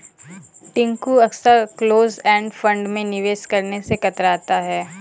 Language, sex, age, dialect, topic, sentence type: Hindi, female, 18-24, Kanauji Braj Bhasha, banking, statement